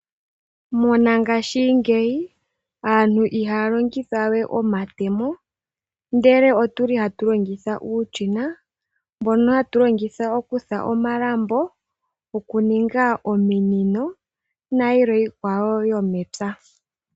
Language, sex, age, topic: Oshiwambo, female, 18-24, agriculture